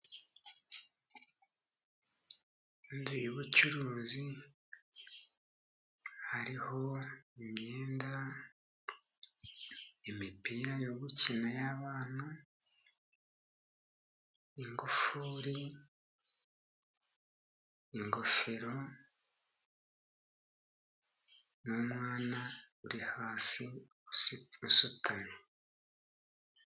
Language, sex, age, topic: Kinyarwanda, male, 50+, finance